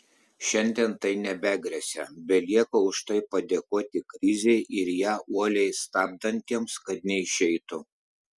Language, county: Lithuanian, Klaipėda